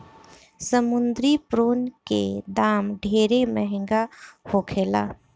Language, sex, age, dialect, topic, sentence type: Bhojpuri, female, 25-30, Southern / Standard, agriculture, statement